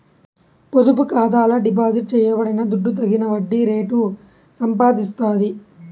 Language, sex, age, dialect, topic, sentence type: Telugu, male, 18-24, Southern, banking, statement